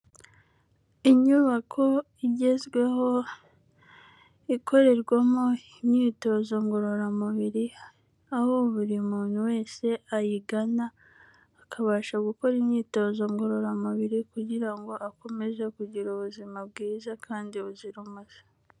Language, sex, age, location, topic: Kinyarwanda, female, 18-24, Kigali, health